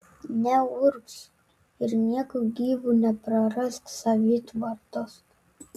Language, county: Lithuanian, Vilnius